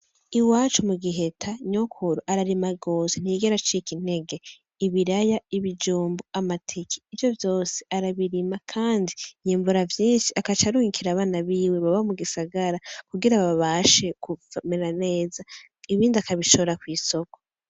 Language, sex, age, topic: Rundi, female, 18-24, agriculture